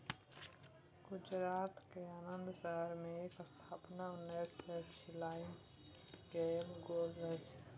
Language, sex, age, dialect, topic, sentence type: Maithili, male, 18-24, Bajjika, agriculture, statement